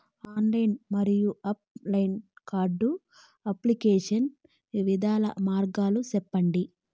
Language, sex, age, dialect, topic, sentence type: Telugu, female, 25-30, Southern, banking, question